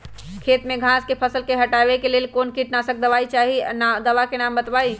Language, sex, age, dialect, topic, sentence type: Magahi, male, 18-24, Western, agriculture, question